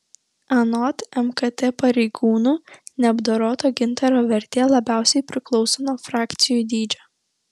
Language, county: Lithuanian, Vilnius